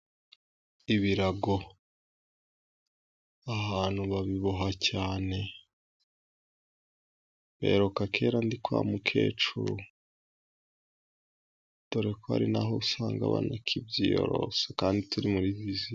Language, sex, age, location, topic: Kinyarwanda, female, 18-24, Musanze, finance